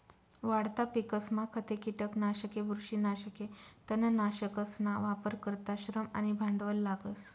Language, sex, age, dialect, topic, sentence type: Marathi, female, 31-35, Northern Konkan, agriculture, statement